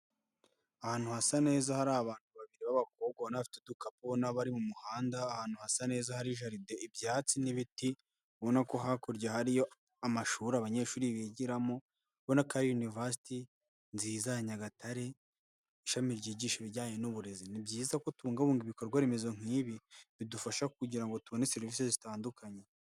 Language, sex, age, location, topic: Kinyarwanda, male, 18-24, Nyagatare, education